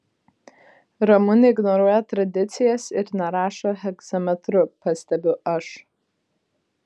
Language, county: Lithuanian, Vilnius